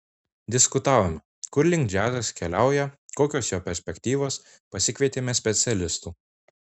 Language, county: Lithuanian, Marijampolė